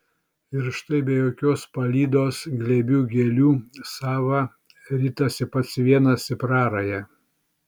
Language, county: Lithuanian, Šiauliai